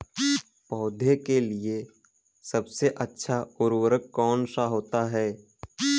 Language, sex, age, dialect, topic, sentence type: Hindi, male, 18-24, Awadhi Bundeli, agriculture, question